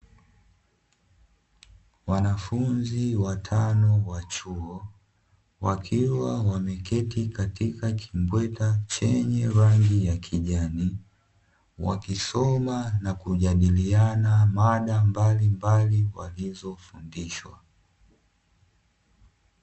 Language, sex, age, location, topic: Swahili, male, 25-35, Dar es Salaam, education